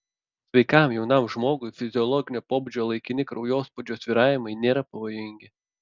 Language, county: Lithuanian, Panevėžys